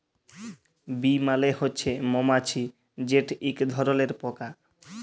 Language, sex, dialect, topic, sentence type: Bengali, male, Jharkhandi, agriculture, statement